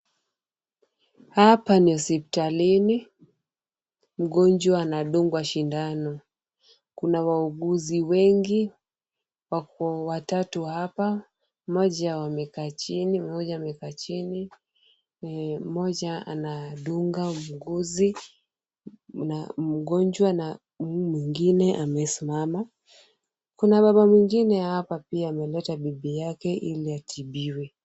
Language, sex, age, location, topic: Swahili, female, 25-35, Kisumu, health